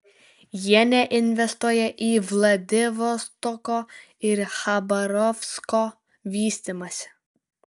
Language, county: Lithuanian, Kaunas